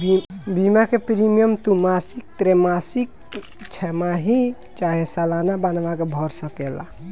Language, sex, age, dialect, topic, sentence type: Bhojpuri, male, 18-24, Northern, banking, statement